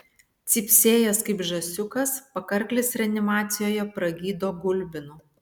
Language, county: Lithuanian, Vilnius